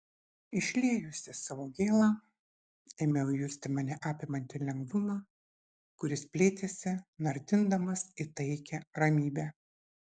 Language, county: Lithuanian, Šiauliai